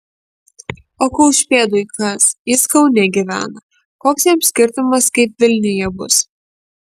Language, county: Lithuanian, Kaunas